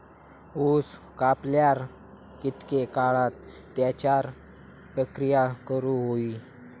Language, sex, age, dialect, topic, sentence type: Marathi, male, 18-24, Southern Konkan, agriculture, question